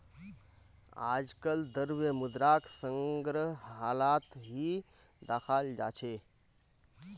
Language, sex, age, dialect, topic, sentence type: Magahi, male, 25-30, Northeastern/Surjapuri, banking, statement